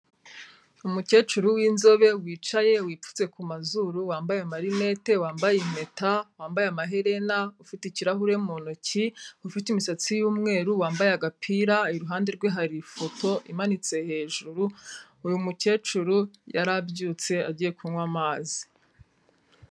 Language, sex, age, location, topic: Kinyarwanda, female, 25-35, Kigali, health